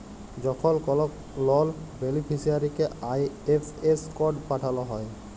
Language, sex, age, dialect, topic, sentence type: Bengali, male, 25-30, Jharkhandi, banking, statement